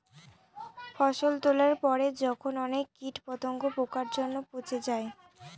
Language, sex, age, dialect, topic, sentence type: Bengali, female, 25-30, Northern/Varendri, agriculture, statement